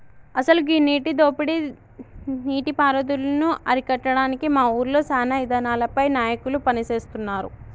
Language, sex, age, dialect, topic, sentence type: Telugu, male, 56-60, Telangana, agriculture, statement